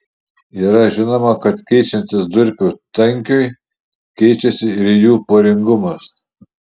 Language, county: Lithuanian, Šiauliai